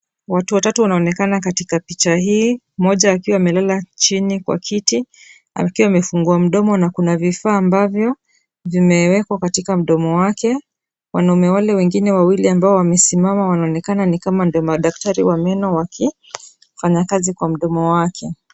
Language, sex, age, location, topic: Swahili, female, 36-49, Kisumu, health